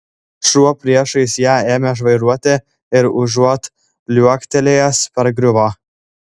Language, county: Lithuanian, Klaipėda